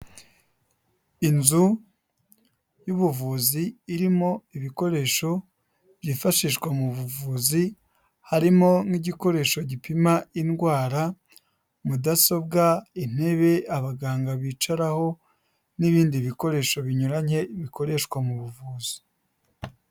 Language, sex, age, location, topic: Kinyarwanda, male, 25-35, Huye, health